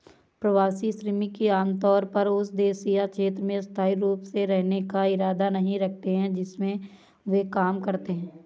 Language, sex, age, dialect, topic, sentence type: Hindi, female, 18-24, Awadhi Bundeli, agriculture, statement